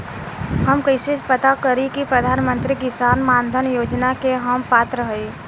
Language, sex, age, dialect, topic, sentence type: Bhojpuri, female, 18-24, Western, banking, question